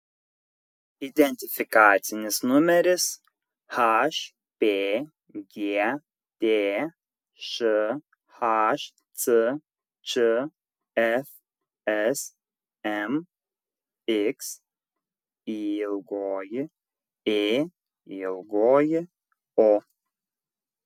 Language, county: Lithuanian, Kaunas